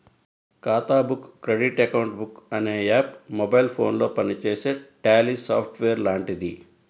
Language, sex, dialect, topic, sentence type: Telugu, female, Central/Coastal, banking, statement